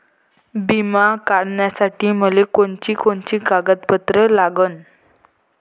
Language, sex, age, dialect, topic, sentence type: Marathi, female, 18-24, Varhadi, banking, question